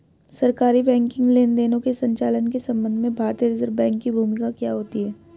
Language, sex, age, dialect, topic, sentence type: Hindi, female, 18-24, Hindustani Malvi Khadi Boli, banking, question